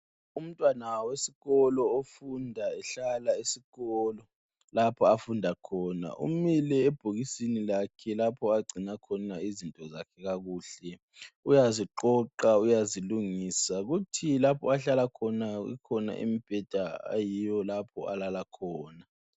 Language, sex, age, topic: North Ndebele, female, 18-24, education